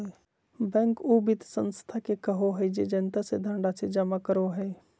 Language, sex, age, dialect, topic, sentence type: Magahi, male, 25-30, Southern, banking, statement